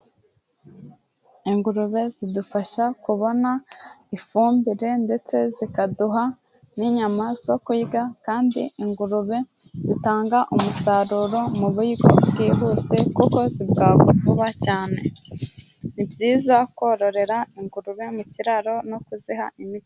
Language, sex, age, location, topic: Kinyarwanda, female, 18-24, Kigali, agriculture